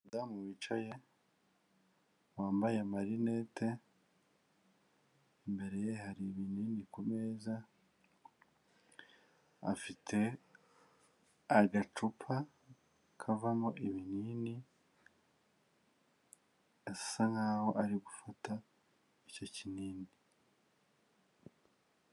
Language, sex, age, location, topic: Kinyarwanda, male, 25-35, Kigali, health